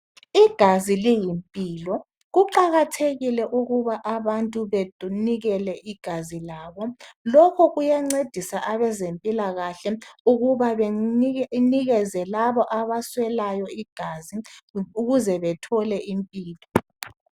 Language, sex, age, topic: North Ndebele, female, 36-49, health